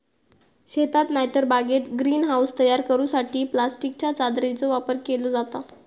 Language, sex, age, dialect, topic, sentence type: Marathi, female, 18-24, Southern Konkan, agriculture, statement